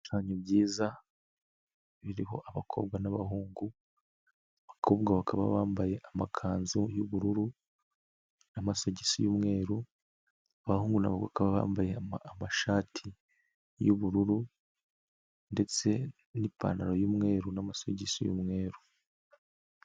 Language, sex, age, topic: Kinyarwanda, male, 25-35, education